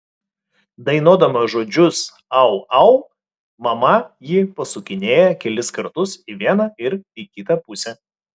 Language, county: Lithuanian, Vilnius